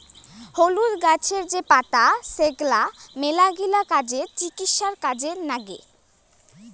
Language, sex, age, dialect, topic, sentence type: Bengali, female, 18-24, Rajbangshi, agriculture, statement